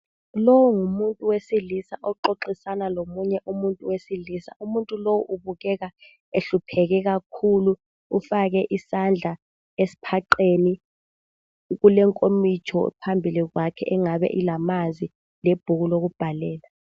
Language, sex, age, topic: North Ndebele, female, 18-24, health